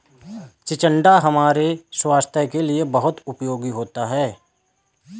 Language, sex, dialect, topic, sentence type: Hindi, male, Kanauji Braj Bhasha, agriculture, statement